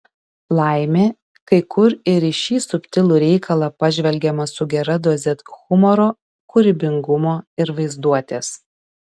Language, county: Lithuanian, Šiauliai